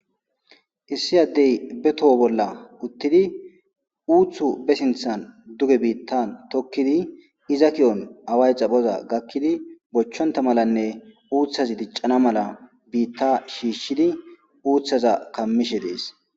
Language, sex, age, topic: Gamo, male, 25-35, agriculture